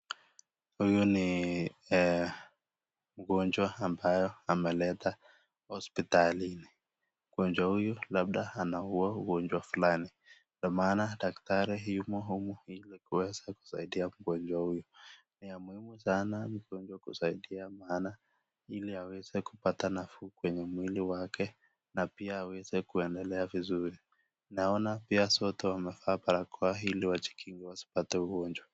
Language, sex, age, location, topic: Swahili, male, 25-35, Nakuru, health